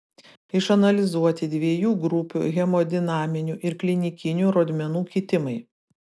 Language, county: Lithuanian, Vilnius